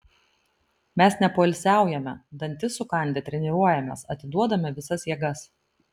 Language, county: Lithuanian, Vilnius